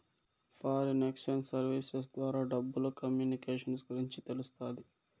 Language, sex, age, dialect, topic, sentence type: Telugu, male, 18-24, Southern, banking, statement